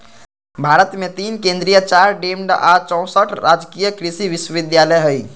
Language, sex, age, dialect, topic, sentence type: Magahi, male, 51-55, Western, agriculture, statement